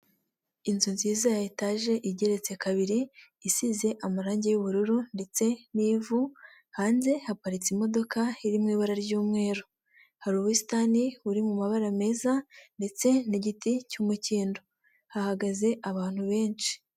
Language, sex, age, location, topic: Kinyarwanda, female, 25-35, Huye, health